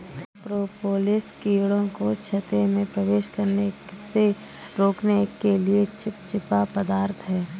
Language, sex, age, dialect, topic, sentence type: Hindi, female, 25-30, Kanauji Braj Bhasha, agriculture, statement